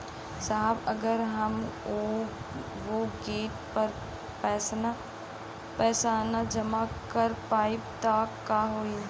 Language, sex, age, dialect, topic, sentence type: Bhojpuri, female, 25-30, Western, banking, question